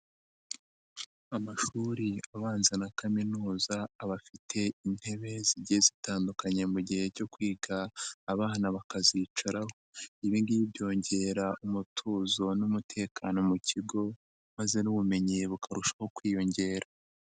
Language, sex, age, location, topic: Kinyarwanda, male, 50+, Nyagatare, education